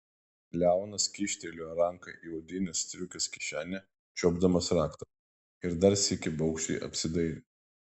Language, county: Lithuanian, Vilnius